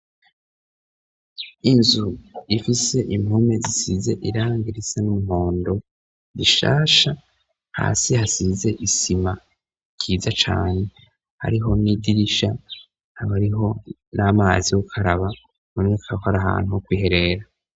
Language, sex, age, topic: Rundi, male, 25-35, education